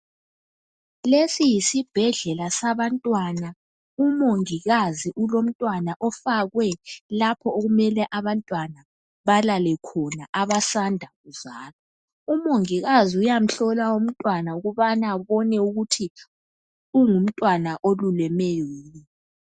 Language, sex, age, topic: North Ndebele, female, 18-24, health